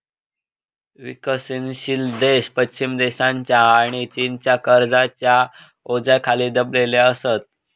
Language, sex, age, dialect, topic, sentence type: Marathi, male, 18-24, Southern Konkan, banking, statement